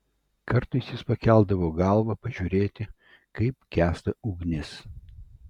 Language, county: Lithuanian, Vilnius